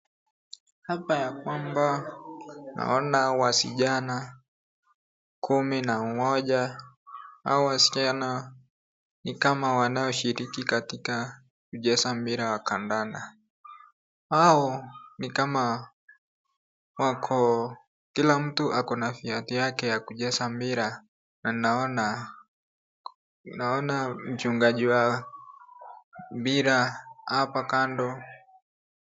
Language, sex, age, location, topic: Swahili, female, 36-49, Nakuru, government